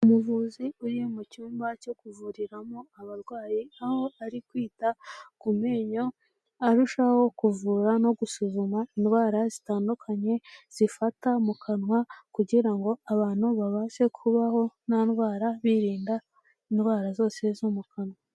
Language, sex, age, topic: Kinyarwanda, female, 18-24, health